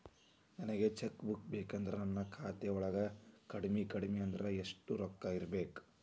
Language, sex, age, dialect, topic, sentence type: Kannada, female, 18-24, Dharwad Kannada, banking, statement